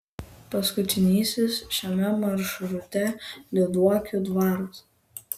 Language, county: Lithuanian, Kaunas